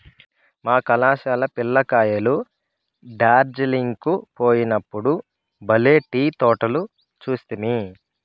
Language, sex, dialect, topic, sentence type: Telugu, male, Southern, agriculture, statement